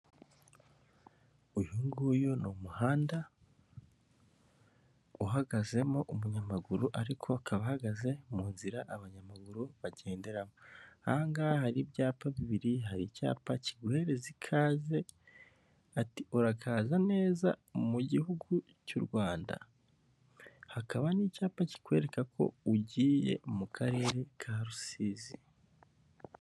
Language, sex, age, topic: Kinyarwanda, female, 18-24, government